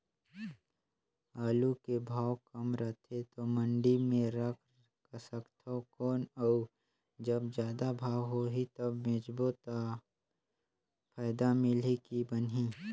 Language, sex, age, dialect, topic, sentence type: Chhattisgarhi, male, 25-30, Northern/Bhandar, agriculture, question